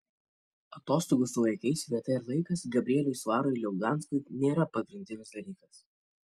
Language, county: Lithuanian, Kaunas